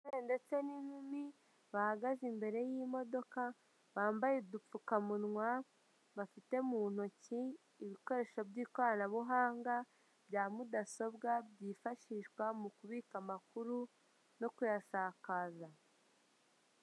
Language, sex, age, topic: Kinyarwanda, male, 18-24, government